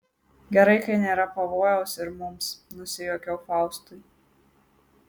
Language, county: Lithuanian, Marijampolė